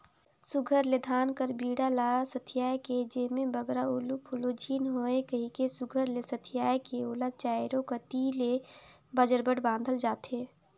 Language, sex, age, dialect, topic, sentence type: Chhattisgarhi, female, 18-24, Northern/Bhandar, agriculture, statement